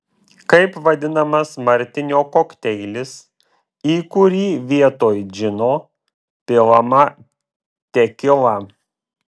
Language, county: Lithuanian, Vilnius